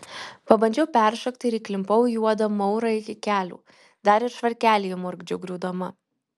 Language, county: Lithuanian, Alytus